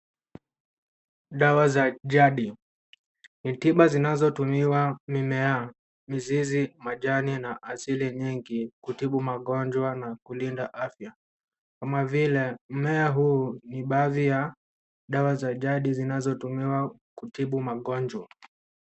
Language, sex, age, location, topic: Swahili, male, 18-24, Nairobi, health